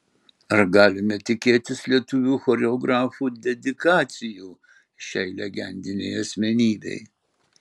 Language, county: Lithuanian, Marijampolė